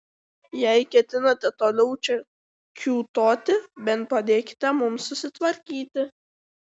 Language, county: Lithuanian, Šiauliai